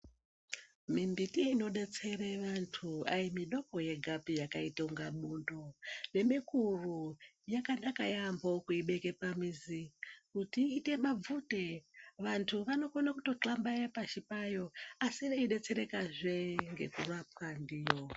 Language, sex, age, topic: Ndau, male, 18-24, health